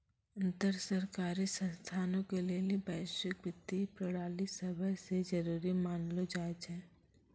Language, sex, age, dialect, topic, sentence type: Maithili, male, 25-30, Angika, banking, statement